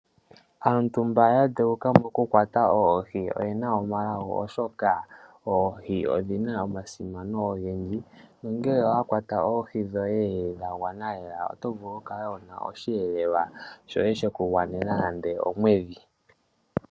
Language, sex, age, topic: Oshiwambo, male, 18-24, agriculture